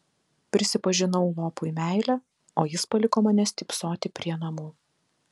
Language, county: Lithuanian, Telšiai